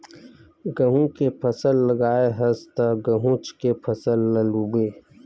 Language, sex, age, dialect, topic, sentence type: Chhattisgarhi, male, 25-30, Western/Budati/Khatahi, agriculture, statement